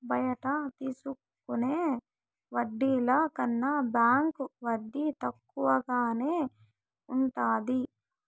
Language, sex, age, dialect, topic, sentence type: Telugu, female, 18-24, Southern, banking, statement